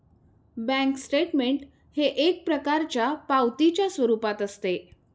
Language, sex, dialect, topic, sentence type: Marathi, female, Standard Marathi, banking, statement